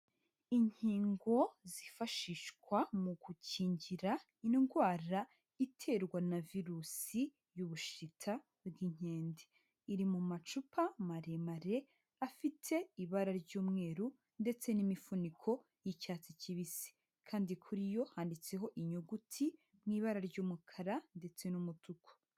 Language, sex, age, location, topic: Kinyarwanda, female, 18-24, Huye, health